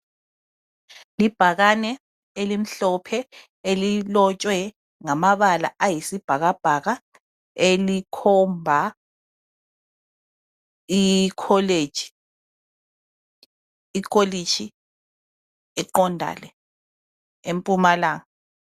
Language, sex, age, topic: North Ndebele, female, 25-35, education